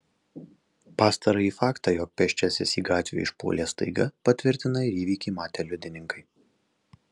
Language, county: Lithuanian, Alytus